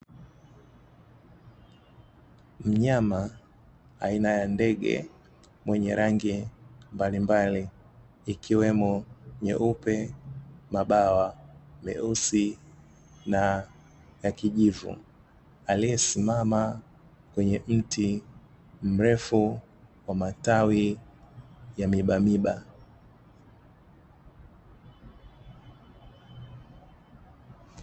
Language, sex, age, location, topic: Swahili, male, 25-35, Dar es Salaam, agriculture